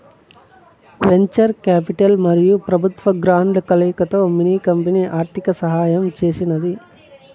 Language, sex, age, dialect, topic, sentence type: Telugu, male, 25-30, Southern, banking, statement